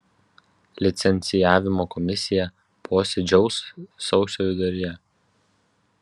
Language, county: Lithuanian, Vilnius